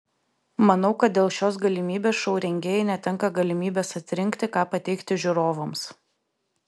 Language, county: Lithuanian, Vilnius